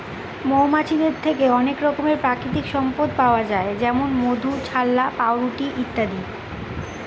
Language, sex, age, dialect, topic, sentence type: Bengali, female, 25-30, Northern/Varendri, agriculture, statement